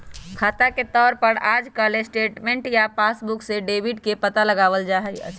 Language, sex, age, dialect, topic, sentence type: Magahi, male, 31-35, Western, banking, statement